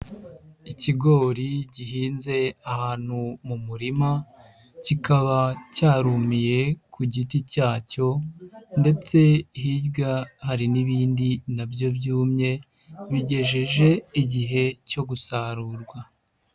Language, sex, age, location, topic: Kinyarwanda, male, 50+, Nyagatare, agriculture